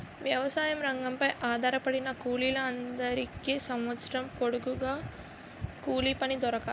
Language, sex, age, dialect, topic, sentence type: Telugu, female, 18-24, Utterandhra, agriculture, statement